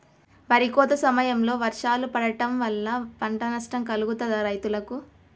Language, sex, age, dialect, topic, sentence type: Telugu, female, 36-40, Telangana, agriculture, question